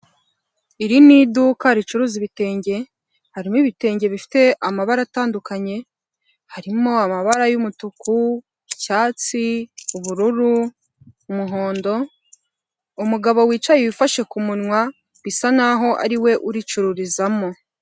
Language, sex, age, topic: Kinyarwanda, female, 18-24, finance